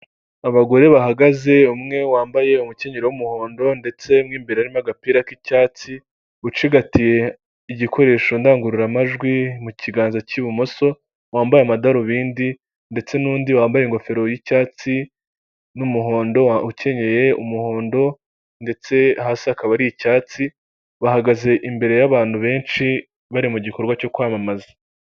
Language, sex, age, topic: Kinyarwanda, male, 18-24, government